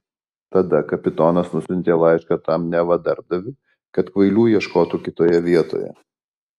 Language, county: Lithuanian, Alytus